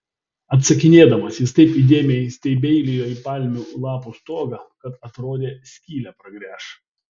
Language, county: Lithuanian, Vilnius